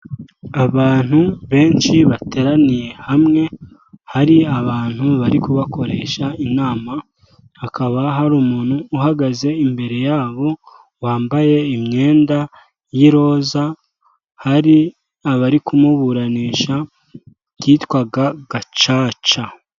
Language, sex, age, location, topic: Kinyarwanda, male, 18-24, Kigali, government